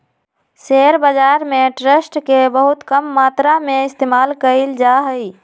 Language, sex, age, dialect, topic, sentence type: Magahi, female, 18-24, Western, banking, statement